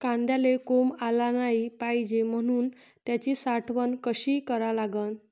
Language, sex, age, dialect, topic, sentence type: Marathi, female, 46-50, Varhadi, agriculture, question